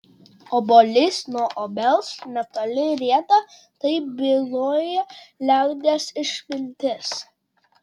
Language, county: Lithuanian, Šiauliai